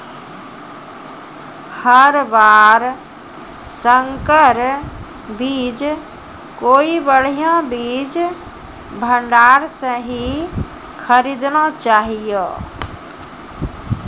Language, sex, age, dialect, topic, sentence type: Maithili, female, 41-45, Angika, agriculture, statement